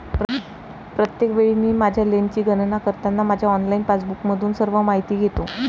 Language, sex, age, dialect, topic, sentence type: Marathi, female, 25-30, Varhadi, banking, statement